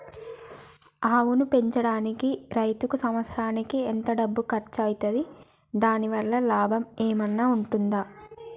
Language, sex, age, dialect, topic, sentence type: Telugu, female, 25-30, Telangana, agriculture, question